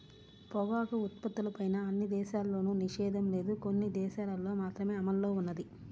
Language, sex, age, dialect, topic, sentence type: Telugu, female, 36-40, Central/Coastal, agriculture, statement